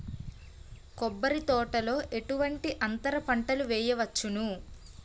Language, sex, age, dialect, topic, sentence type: Telugu, female, 18-24, Utterandhra, agriculture, question